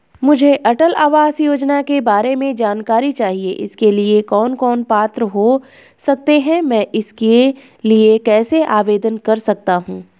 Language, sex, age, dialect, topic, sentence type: Hindi, female, 25-30, Garhwali, banking, question